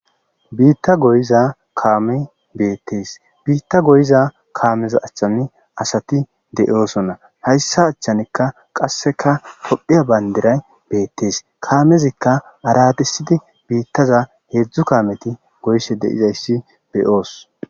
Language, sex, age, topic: Gamo, male, 25-35, agriculture